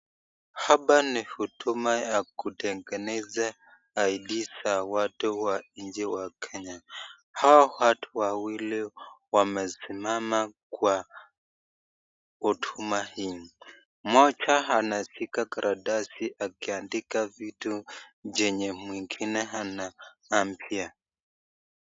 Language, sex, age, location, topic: Swahili, male, 25-35, Nakuru, government